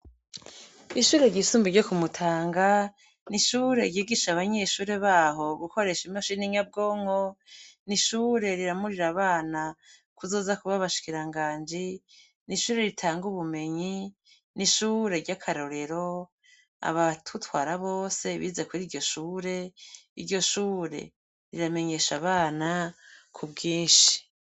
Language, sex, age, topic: Rundi, female, 36-49, education